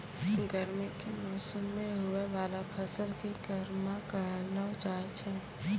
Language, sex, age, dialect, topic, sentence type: Maithili, female, 18-24, Angika, agriculture, statement